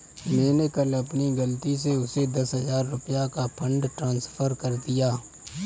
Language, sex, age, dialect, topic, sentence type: Hindi, male, 25-30, Kanauji Braj Bhasha, banking, statement